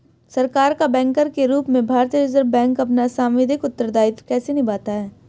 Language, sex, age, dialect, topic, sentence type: Hindi, female, 25-30, Hindustani Malvi Khadi Boli, banking, question